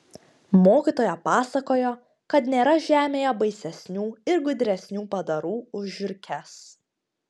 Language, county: Lithuanian, Panevėžys